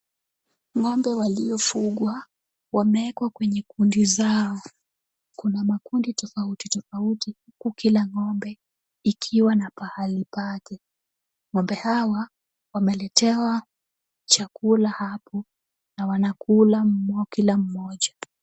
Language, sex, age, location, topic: Swahili, female, 25-35, Kisumu, agriculture